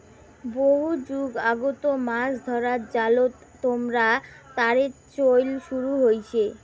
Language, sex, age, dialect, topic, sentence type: Bengali, female, 18-24, Rajbangshi, agriculture, statement